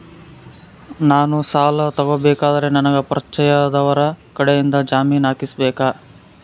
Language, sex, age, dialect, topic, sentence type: Kannada, male, 41-45, Central, banking, question